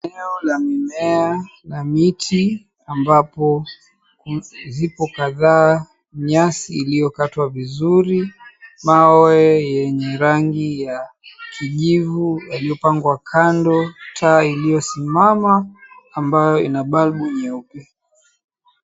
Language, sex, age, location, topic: Swahili, male, 36-49, Mombasa, agriculture